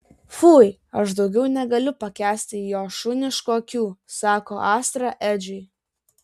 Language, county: Lithuanian, Vilnius